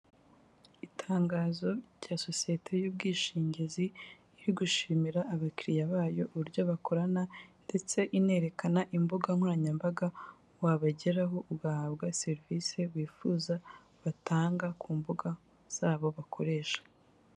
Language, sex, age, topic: Kinyarwanda, female, 18-24, finance